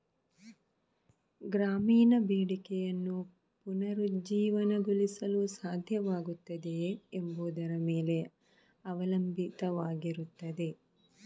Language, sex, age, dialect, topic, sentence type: Kannada, female, 25-30, Coastal/Dakshin, banking, statement